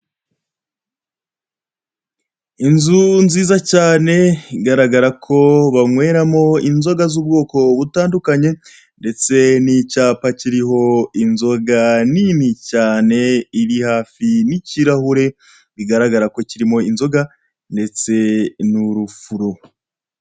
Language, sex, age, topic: Kinyarwanda, male, 25-35, finance